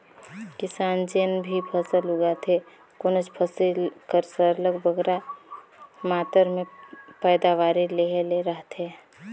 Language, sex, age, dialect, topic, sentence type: Chhattisgarhi, female, 25-30, Northern/Bhandar, agriculture, statement